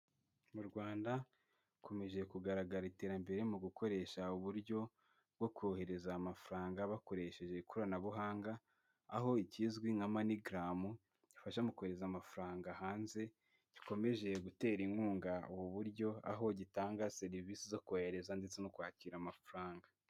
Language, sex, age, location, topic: Kinyarwanda, male, 18-24, Kigali, finance